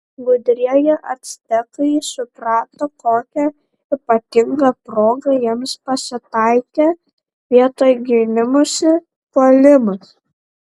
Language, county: Lithuanian, Šiauliai